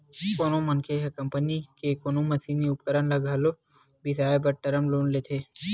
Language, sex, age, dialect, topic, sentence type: Chhattisgarhi, male, 60-100, Western/Budati/Khatahi, banking, statement